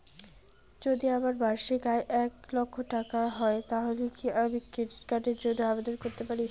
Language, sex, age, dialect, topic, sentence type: Bengali, female, 18-24, Rajbangshi, banking, question